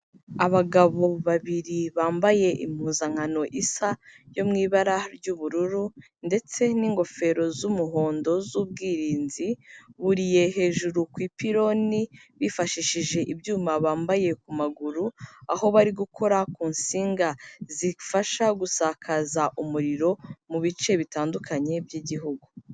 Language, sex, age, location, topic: Kinyarwanda, female, 25-35, Kigali, government